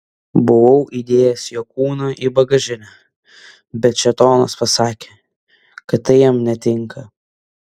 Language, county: Lithuanian, Vilnius